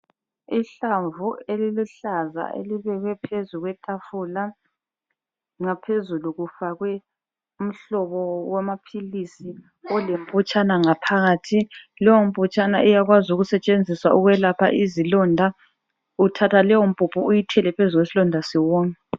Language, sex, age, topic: North Ndebele, female, 25-35, health